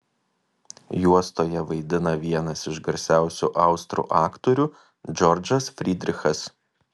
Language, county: Lithuanian, Kaunas